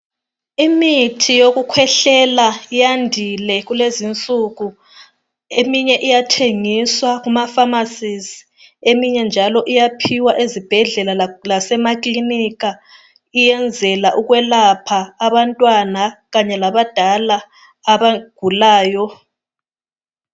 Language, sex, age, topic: North Ndebele, female, 25-35, health